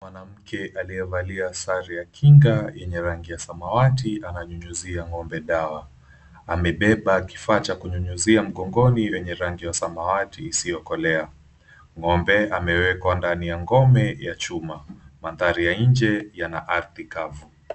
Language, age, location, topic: Swahili, 25-35, Mombasa, agriculture